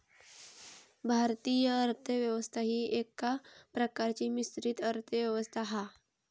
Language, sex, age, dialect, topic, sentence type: Marathi, female, 25-30, Southern Konkan, banking, statement